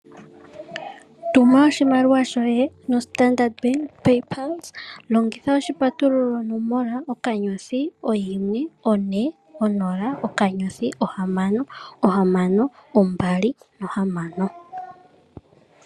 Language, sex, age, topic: Oshiwambo, female, 18-24, finance